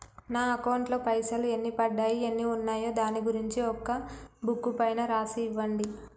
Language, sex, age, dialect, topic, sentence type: Telugu, female, 18-24, Telangana, banking, question